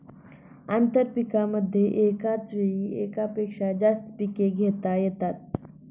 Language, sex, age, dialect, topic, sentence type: Marathi, female, 18-24, Standard Marathi, agriculture, statement